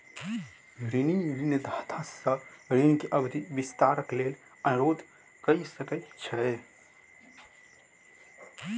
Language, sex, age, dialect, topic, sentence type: Maithili, male, 18-24, Southern/Standard, banking, statement